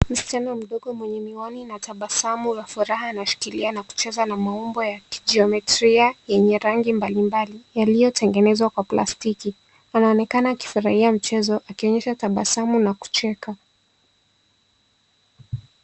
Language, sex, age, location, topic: Swahili, female, 18-24, Nairobi, education